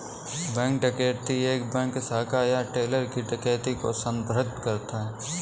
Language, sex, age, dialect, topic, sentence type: Hindi, male, 18-24, Kanauji Braj Bhasha, banking, statement